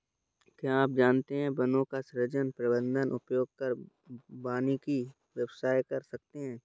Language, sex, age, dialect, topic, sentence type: Hindi, male, 31-35, Awadhi Bundeli, agriculture, statement